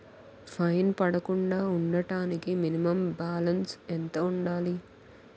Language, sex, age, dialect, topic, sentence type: Telugu, female, 18-24, Utterandhra, banking, question